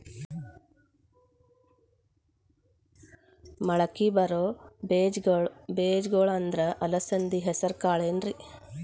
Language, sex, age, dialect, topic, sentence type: Kannada, female, 41-45, Dharwad Kannada, agriculture, question